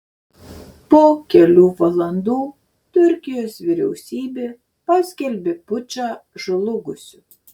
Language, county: Lithuanian, Šiauliai